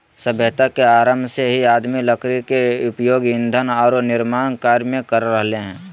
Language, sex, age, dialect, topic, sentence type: Magahi, male, 36-40, Southern, agriculture, statement